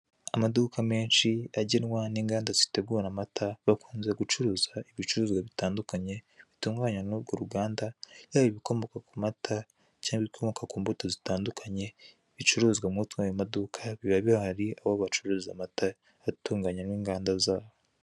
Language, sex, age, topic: Kinyarwanda, male, 18-24, finance